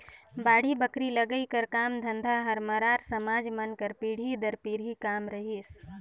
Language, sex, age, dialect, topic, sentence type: Chhattisgarhi, female, 25-30, Northern/Bhandar, banking, statement